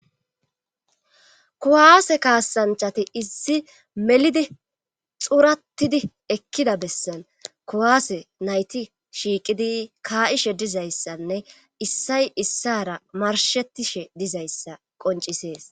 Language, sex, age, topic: Gamo, female, 25-35, government